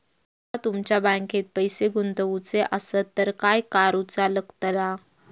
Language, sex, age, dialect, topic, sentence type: Marathi, female, 18-24, Southern Konkan, banking, question